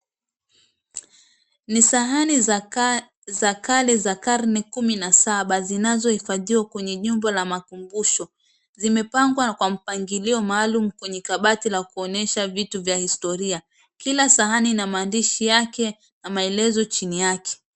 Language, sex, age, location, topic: Swahili, female, 25-35, Mombasa, government